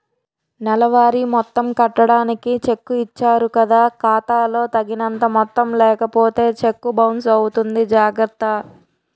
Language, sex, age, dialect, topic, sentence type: Telugu, female, 18-24, Utterandhra, banking, statement